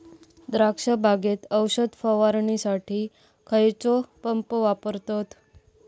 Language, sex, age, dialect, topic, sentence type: Marathi, female, 31-35, Southern Konkan, agriculture, question